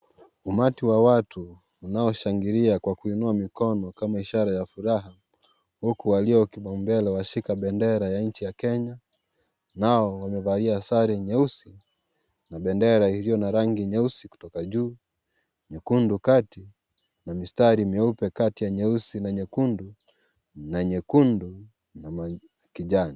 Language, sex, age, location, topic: Swahili, male, 25-35, Kisii, government